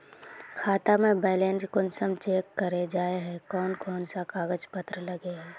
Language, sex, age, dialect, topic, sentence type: Magahi, female, 36-40, Northeastern/Surjapuri, banking, question